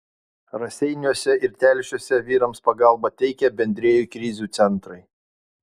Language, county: Lithuanian, Utena